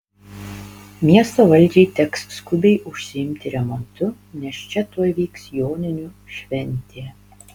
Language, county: Lithuanian, Panevėžys